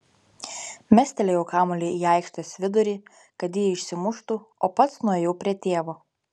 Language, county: Lithuanian, Telšiai